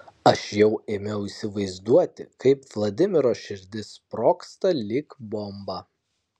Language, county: Lithuanian, Kaunas